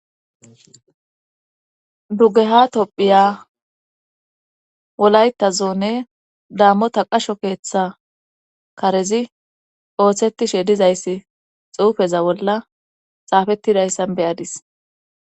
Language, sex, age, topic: Gamo, female, 25-35, government